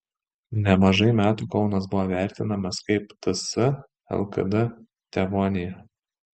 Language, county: Lithuanian, Šiauliai